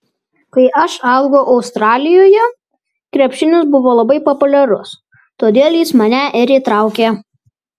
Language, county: Lithuanian, Vilnius